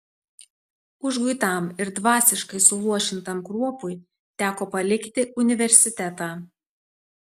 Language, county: Lithuanian, Tauragė